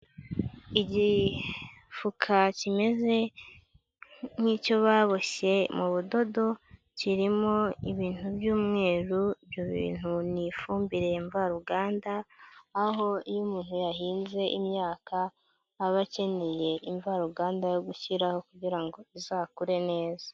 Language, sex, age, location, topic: Kinyarwanda, female, 25-35, Huye, agriculture